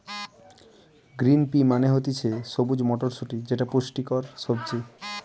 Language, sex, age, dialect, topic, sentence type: Bengali, male, 18-24, Western, agriculture, statement